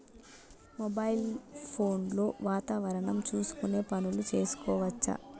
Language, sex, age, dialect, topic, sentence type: Telugu, female, 25-30, Telangana, agriculture, question